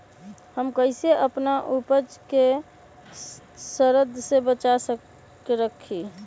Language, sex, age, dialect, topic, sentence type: Magahi, male, 31-35, Western, agriculture, question